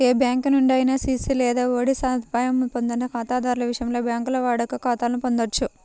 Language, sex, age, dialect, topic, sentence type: Telugu, male, 36-40, Central/Coastal, banking, statement